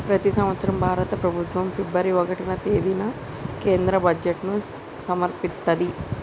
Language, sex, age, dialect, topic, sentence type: Telugu, female, 25-30, Telangana, banking, statement